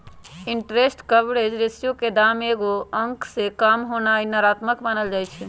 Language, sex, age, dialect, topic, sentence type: Magahi, male, 25-30, Western, banking, statement